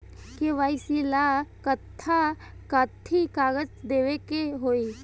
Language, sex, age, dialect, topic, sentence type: Bhojpuri, female, 18-24, Northern, banking, question